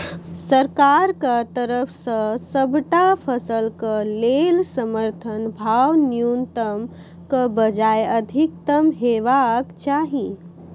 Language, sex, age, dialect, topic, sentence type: Maithili, female, 41-45, Angika, agriculture, question